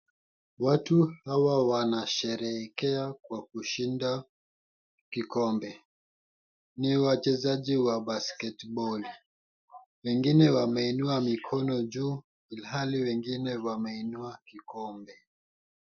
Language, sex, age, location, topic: Swahili, male, 18-24, Kisumu, government